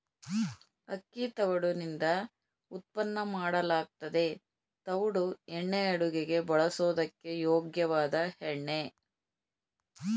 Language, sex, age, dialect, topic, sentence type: Kannada, female, 41-45, Mysore Kannada, agriculture, statement